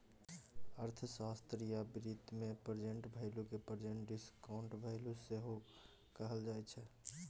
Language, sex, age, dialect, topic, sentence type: Maithili, male, 18-24, Bajjika, banking, statement